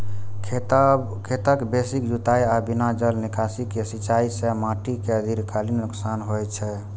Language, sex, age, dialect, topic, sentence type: Maithili, male, 18-24, Eastern / Thethi, agriculture, statement